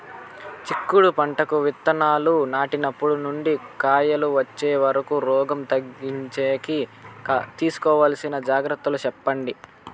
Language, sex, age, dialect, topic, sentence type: Telugu, male, 25-30, Southern, agriculture, question